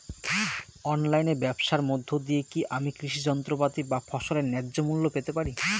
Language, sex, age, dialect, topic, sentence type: Bengali, male, 25-30, Rajbangshi, agriculture, question